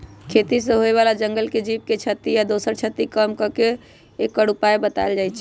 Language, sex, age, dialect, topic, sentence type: Magahi, male, 18-24, Western, agriculture, statement